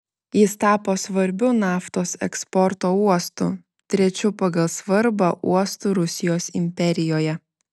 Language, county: Lithuanian, Vilnius